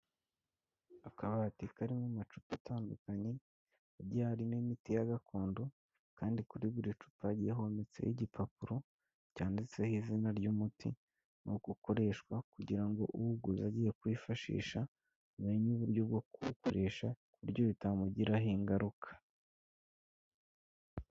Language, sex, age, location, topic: Kinyarwanda, male, 25-35, Kigali, health